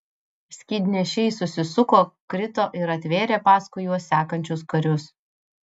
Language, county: Lithuanian, Vilnius